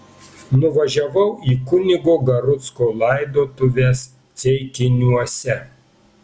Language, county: Lithuanian, Panevėžys